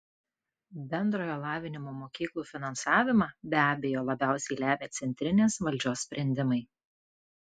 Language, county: Lithuanian, Klaipėda